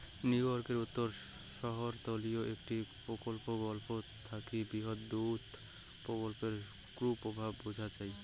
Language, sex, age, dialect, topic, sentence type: Bengali, male, 18-24, Rajbangshi, agriculture, statement